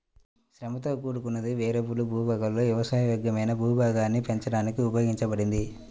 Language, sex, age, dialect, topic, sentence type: Telugu, male, 25-30, Central/Coastal, agriculture, statement